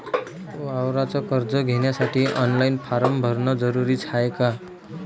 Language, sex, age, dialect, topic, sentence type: Marathi, male, 18-24, Varhadi, banking, question